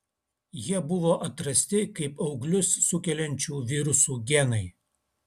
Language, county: Lithuanian, Utena